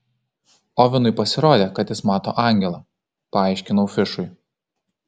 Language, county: Lithuanian, Kaunas